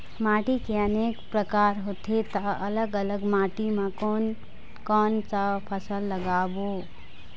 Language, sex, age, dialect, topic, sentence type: Chhattisgarhi, female, 25-30, Eastern, agriculture, question